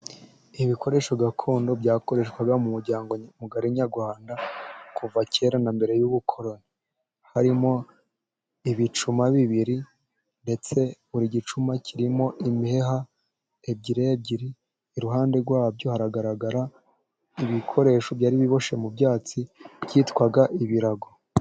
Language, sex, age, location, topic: Kinyarwanda, male, 18-24, Musanze, government